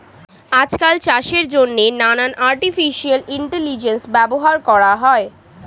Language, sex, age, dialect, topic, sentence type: Bengali, female, 18-24, Standard Colloquial, agriculture, statement